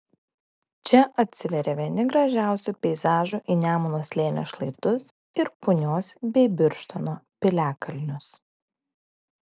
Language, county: Lithuanian, Klaipėda